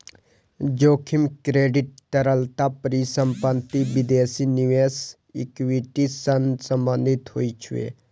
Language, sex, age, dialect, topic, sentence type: Maithili, male, 18-24, Eastern / Thethi, banking, statement